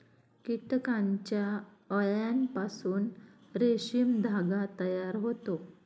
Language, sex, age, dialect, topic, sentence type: Marathi, female, 25-30, Standard Marathi, agriculture, statement